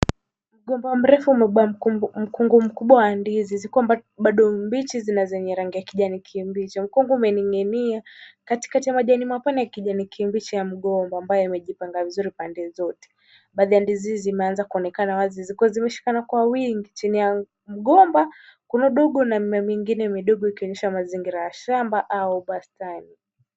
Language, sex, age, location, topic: Swahili, female, 18-24, Kisumu, agriculture